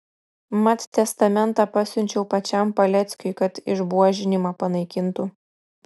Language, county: Lithuanian, Klaipėda